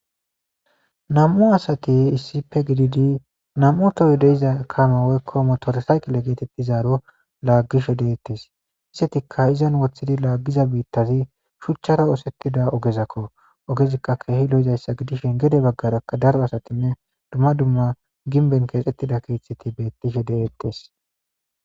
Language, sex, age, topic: Gamo, male, 18-24, government